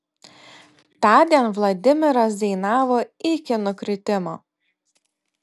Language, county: Lithuanian, Telšiai